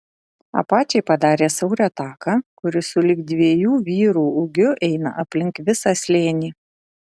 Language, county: Lithuanian, Utena